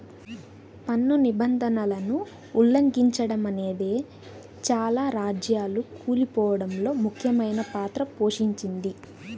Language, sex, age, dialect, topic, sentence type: Telugu, female, 18-24, Central/Coastal, banking, statement